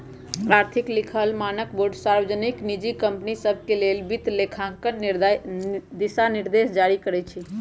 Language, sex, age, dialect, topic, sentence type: Magahi, female, 31-35, Western, banking, statement